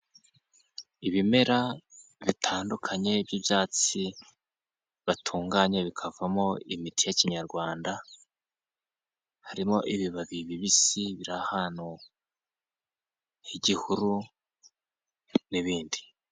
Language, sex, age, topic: Kinyarwanda, male, 18-24, health